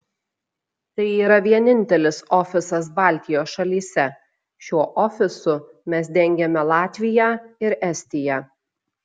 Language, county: Lithuanian, Šiauliai